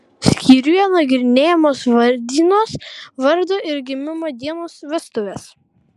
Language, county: Lithuanian, Kaunas